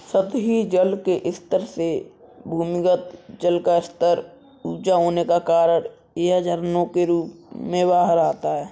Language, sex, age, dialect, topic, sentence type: Hindi, male, 60-100, Kanauji Braj Bhasha, agriculture, statement